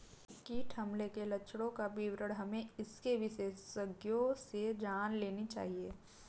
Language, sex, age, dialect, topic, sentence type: Hindi, female, 18-24, Marwari Dhudhari, agriculture, statement